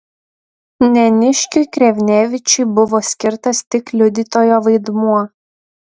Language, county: Lithuanian, Šiauliai